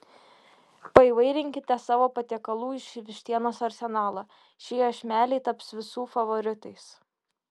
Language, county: Lithuanian, Šiauliai